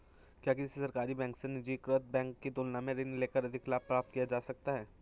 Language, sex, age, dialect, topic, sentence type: Hindi, male, 18-24, Marwari Dhudhari, banking, question